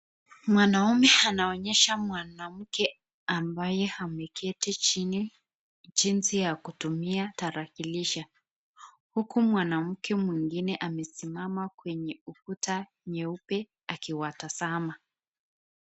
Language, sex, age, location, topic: Swahili, female, 25-35, Nakuru, government